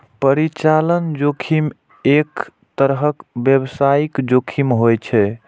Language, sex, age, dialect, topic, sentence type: Maithili, male, 18-24, Eastern / Thethi, banking, statement